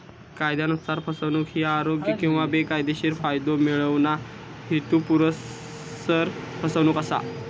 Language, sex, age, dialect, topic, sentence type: Marathi, male, 18-24, Southern Konkan, banking, statement